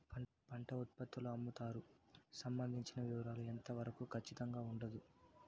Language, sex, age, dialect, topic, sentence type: Telugu, male, 18-24, Southern, agriculture, question